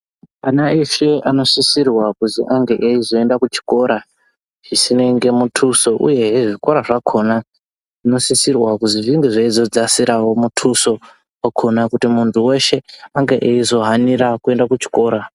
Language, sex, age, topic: Ndau, female, 18-24, education